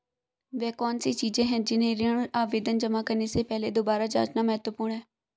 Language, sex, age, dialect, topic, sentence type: Hindi, female, 25-30, Hindustani Malvi Khadi Boli, banking, question